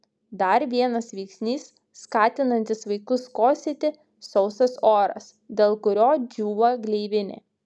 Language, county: Lithuanian, Šiauliai